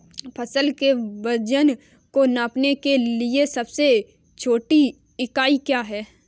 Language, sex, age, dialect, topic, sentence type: Hindi, female, 18-24, Kanauji Braj Bhasha, agriculture, question